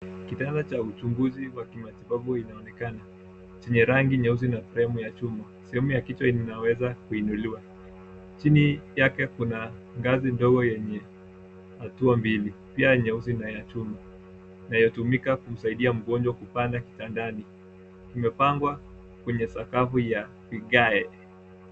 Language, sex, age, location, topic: Swahili, male, 18-24, Nairobi, health